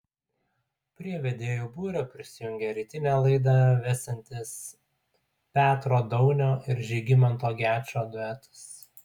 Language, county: Lithuanian, Utena